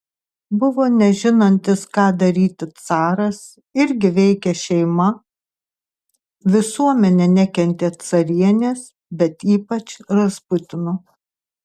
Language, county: Lithuanian, Tauragė